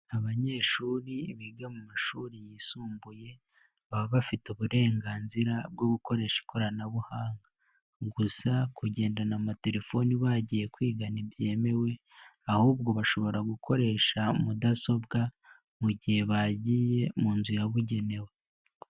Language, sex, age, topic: Kinyarwanda, male, 18-24, education